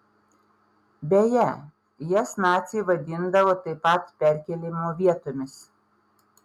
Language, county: Lithuanian, Panevėžys